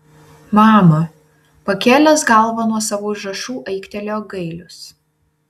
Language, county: Lithuanian, Vilnius